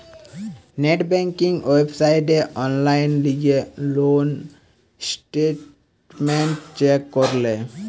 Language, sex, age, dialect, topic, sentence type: Bengali, male, 18-24, Western, banking, statement